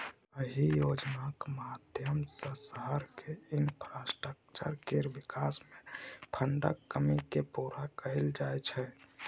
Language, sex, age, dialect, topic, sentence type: Maithili, male, 18-24, Bajjika, banking, statement